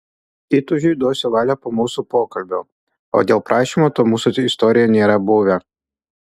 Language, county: Lithuanian, Kaunas